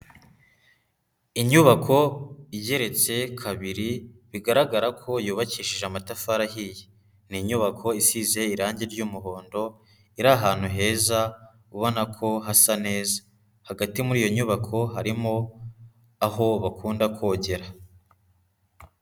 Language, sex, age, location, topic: Kinyarwanda, male, 18-24, Nyagatare, finance